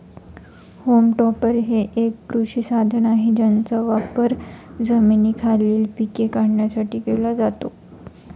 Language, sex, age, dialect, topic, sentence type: Marathi, female, 25-30, Standard Marathi, agriculture, statement